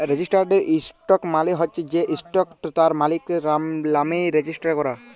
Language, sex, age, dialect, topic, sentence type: Bengali, male, 18-24, Jharkhandi, banking, statement